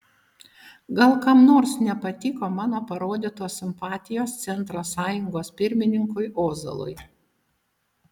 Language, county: Lithuanian, Utena